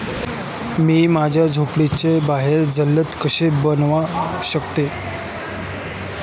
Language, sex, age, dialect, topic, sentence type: Marathi, male, 18-24, Standard Marathi, agriculture, question